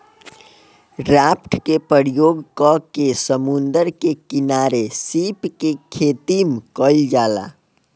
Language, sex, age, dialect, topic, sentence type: Bhojpuri, male, 18-24, Southern / Standard, agriculture, statement